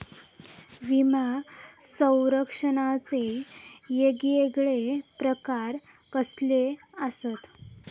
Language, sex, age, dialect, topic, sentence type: Marathi, female, 18-24, Southern Konkan, banking, question